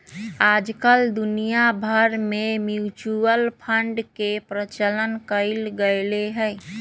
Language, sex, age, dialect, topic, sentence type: Magahi, female, 31-35, Western, banking, statement